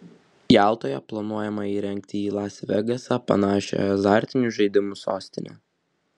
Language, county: Lithuanian, Vilnius